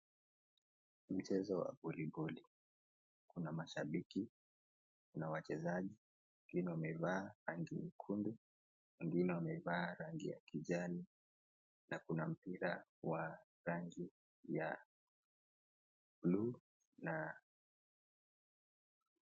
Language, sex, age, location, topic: Swahili, male, 18-24, Nakuru, government